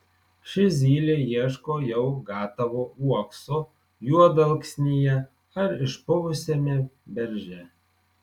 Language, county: Lithuanian, Marijampolė